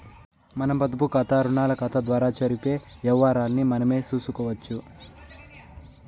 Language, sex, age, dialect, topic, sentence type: Telugu, male, 18-24, Southern, banking, statement